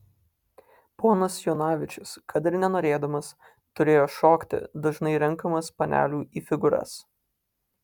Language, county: Lithuanian, Alytus